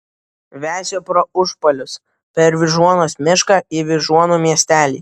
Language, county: Lithuanian, Vilnius